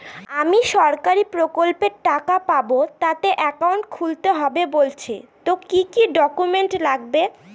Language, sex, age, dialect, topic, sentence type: Bengali, female, 18-24, Northern/Varendri, banking, question